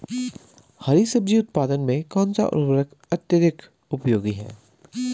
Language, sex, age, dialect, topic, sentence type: Hindi, male, 25-30, Garhwali, agriculture, question